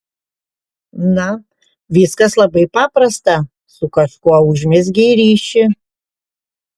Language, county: Lithuanian, Panevėžys